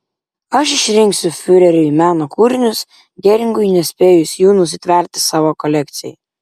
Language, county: Lithuanian, Vilnius